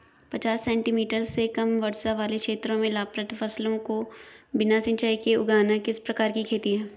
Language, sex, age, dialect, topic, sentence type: Hindi, male, 18-24, Hindustani Malvi Khadi Boli, agriculture, question